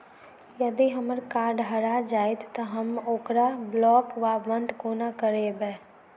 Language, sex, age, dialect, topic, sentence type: Maithili, female, 18-24, Southern/Standard, banking, question